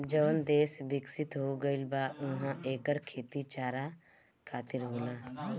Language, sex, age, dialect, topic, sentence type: Bhojpuri, female, 25-30, Northern, agriculture, statement